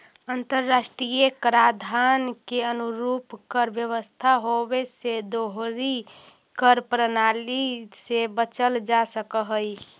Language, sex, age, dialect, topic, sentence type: Magahi, female, 41-45, Central/Standard, banking, statement